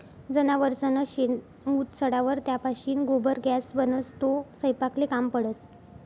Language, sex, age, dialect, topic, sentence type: Marathi, female, 51-55, Northern Konkan, agriculture, statement